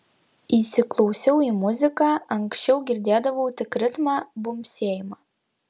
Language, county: Lithuanian, Klaipėda